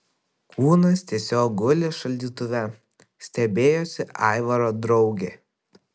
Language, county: Lithuanian, Kaunas